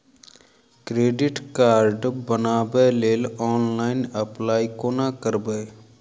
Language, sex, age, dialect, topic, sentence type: Maithili, male, 31-35, Southern/Standard, banking, question